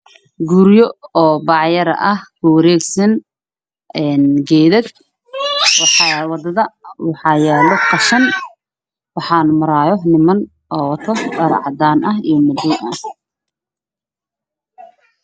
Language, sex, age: Somali, male, 18-24